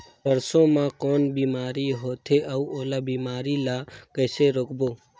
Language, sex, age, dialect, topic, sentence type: Chhattisgarhi, male, 18-24, Northern/Bhandar, agriculture, question